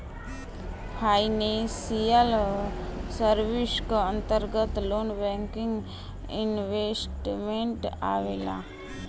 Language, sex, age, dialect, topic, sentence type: Bhojpuri, female, 25-30, Western, banking, statement